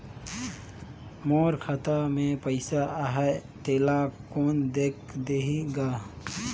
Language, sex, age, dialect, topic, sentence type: Chhattisgarhi, male, 18-24, Northern/Bhandar, banking, question